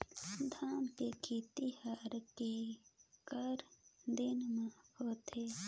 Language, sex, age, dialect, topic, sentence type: Chhattisgarhi, female, 25-30, Northern/Bhandar, agriculture, question